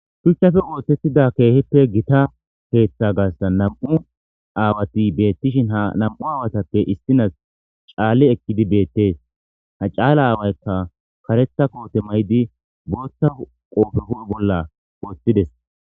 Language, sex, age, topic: Gamo, male, 25-35, government